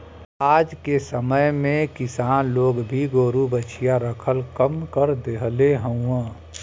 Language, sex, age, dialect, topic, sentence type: Bhojpuri, male, 36-40, Western, agriculture, statement